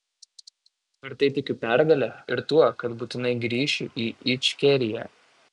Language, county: Lithuanian, Šiauliai